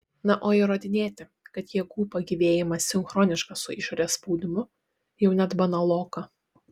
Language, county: Lithuanian, Šiauliai